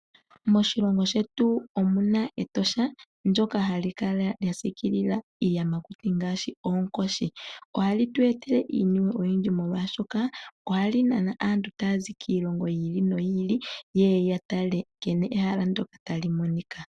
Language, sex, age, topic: Oshiwambo, female, 18-24, agriculture